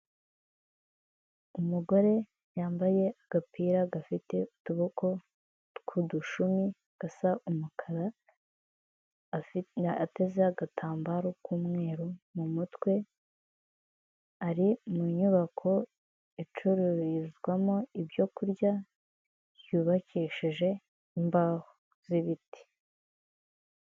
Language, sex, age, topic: Kinyarwanda, female, 18-24, finance